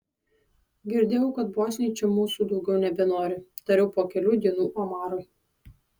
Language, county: Lithuanian, Alytus